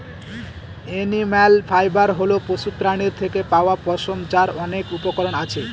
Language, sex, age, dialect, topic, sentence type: Bengali, male, 18-24, Northern/Varendri, agriculture, statement